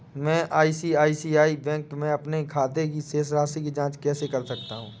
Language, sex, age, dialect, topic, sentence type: Hindi, male, 18-24, Awadhi Bundeli, banking, question